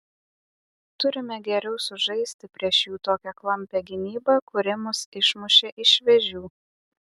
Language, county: Lithuanian, Vilnius